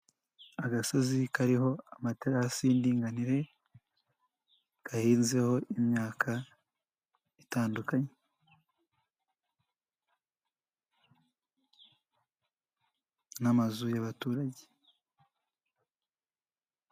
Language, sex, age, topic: Kinyarwanda, male, 18-24, agriculture